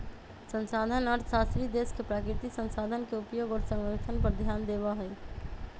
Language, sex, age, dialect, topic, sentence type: Magahi, female, 31-35, Western, banking, statement